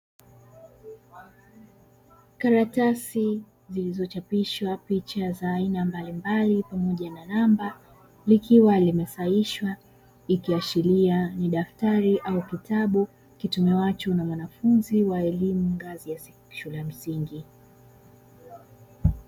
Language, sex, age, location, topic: Swahili, female, 25-35, Dar es Salaam, education